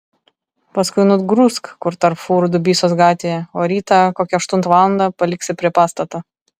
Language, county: Lithuanian, Vilnius